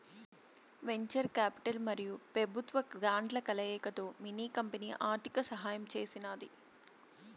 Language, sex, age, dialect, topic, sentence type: Telugu, female, 31-35, Southern, banking, statement